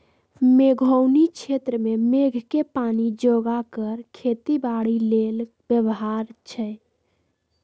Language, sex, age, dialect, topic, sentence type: Magahi, female, 18-24, Western, agriculture, statement